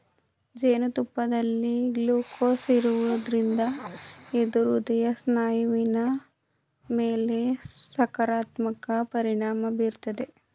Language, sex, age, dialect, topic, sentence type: Kannada, female, 18-24, Mysore Kannada, agriculture, statement